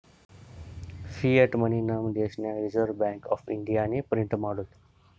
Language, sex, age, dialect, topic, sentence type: Kannada, male, 60-100, Northeastern, banking, statement